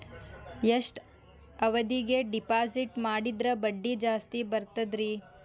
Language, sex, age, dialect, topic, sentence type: Kannada, female, 18-24, Dharwad Kannada, banking, question